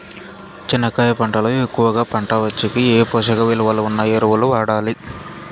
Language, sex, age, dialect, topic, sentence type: Telugu, male, 25-30, Southern, agriculture, question